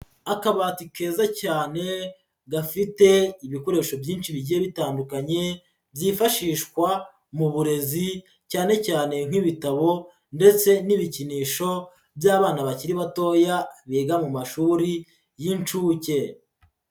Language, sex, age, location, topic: Kinyarwanda, male, 36-49, Huye, education